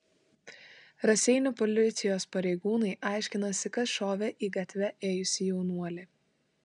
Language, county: Lithuanian, Klaipėda